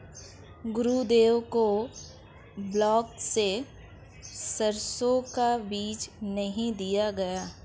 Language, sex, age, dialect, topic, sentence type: Hindi, female, 25-30, Marwari Dhudhari, agriculture, statement